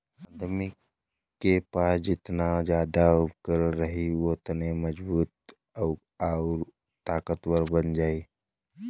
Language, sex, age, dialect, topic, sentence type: Bhojpuri, male, 18-24, Western, banking, statement